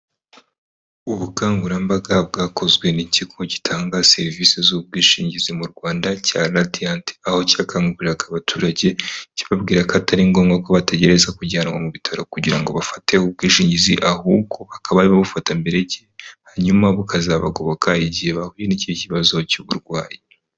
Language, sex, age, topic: Kinyarwanda, male, 25-35, finance